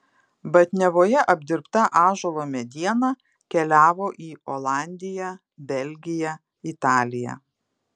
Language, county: Lithuanian, Vilnius